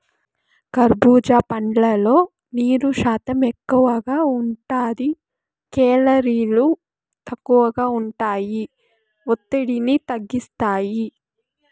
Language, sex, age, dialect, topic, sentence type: Telugu, female, 25-30, Southern, agriculture, statement